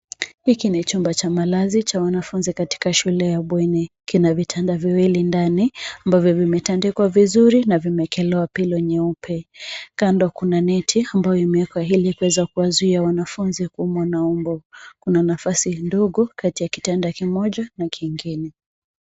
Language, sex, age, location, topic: Swahili, female, 25-35, Nairobi, education